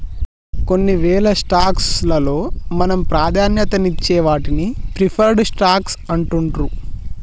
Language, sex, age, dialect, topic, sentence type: Telugu, male, 18-24, Telangana, banking, statement